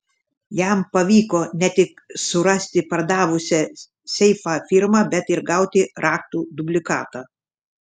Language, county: Lithuanian, Šiauliai